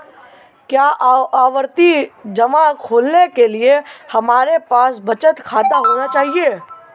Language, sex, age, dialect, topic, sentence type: Hindi, male, 18-24, Marwari Dhudhari, banking, question